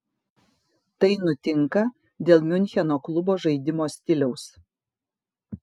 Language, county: Lithuanian, Kaunas